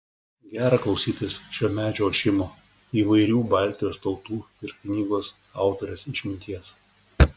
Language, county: Lithuanian, Klaipėda